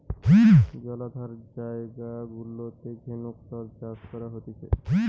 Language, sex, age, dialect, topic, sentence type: Bengali, male, 18-24, Western, agriculture, statement